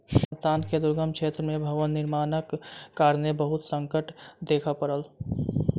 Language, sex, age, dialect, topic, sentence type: Maithili, male, 18-24, Southern/Standard, banking, statement